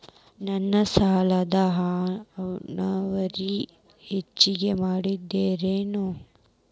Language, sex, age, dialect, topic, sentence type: Kannada, female, 18-24, Dharwad Kannada, banking, question